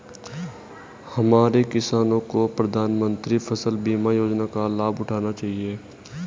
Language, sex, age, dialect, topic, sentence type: Hindi, male, 18-24, Hindustani Malvi Khadi Boli, agriculture, statement